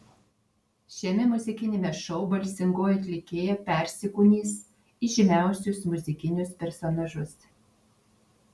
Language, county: Lithuanian, Vilnius